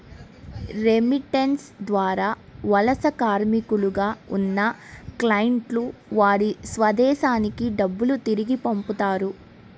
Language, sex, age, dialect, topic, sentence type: Telugu, male, 31-35, Central/Coastal, banking, statement